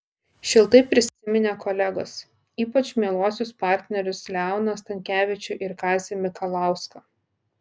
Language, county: Lithuanian, Klaipėda